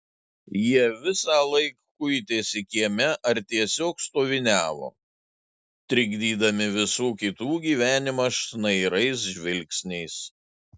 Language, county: Lithuanian, Šiauliai